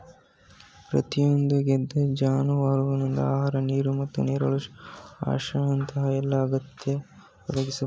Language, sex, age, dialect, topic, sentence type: Kannada, male, 18-24, Mysore Kannada, agriculture, statement